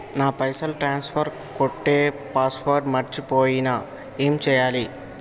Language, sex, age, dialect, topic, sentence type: Telugu, male, 18-24, Telangana, banking, question